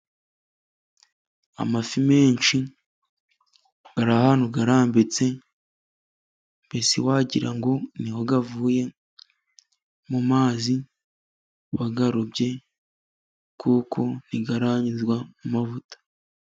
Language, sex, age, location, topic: Kinyarwanda, male, 25-35, Musanze, agriculture